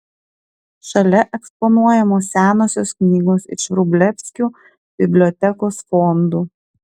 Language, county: Lithuanian, Klaipėda